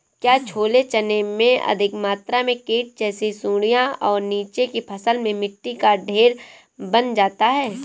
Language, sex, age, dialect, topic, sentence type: Hindi, female, 18-24, Awadhi Bundeli, agriculture, question